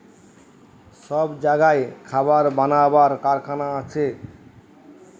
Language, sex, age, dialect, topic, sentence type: Bengali, male, 36-40, Western, agriculture, statement